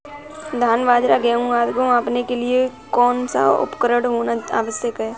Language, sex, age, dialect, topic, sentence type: Hindi, female, 18-24, Kanauji Braj Bhasha, agriculture, question